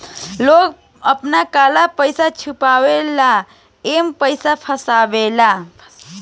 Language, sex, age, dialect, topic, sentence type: Bhojpuri, female, <18, Southern / Standard, banking, statement